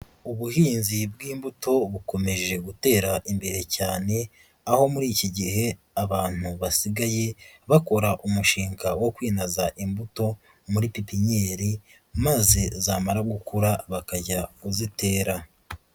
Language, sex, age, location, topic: Kinyarwanda, female, 36-49, Nyagatare, agriculture